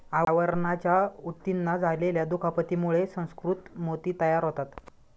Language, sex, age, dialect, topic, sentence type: Marathi, male, 25-30, Standard Marathi, agriculture, statement